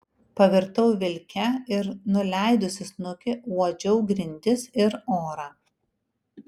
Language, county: Lithuanian, Kaunas